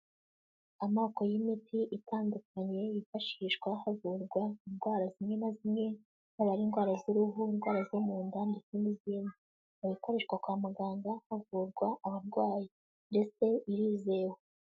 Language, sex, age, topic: Kinyarwanda, female, 18-24, health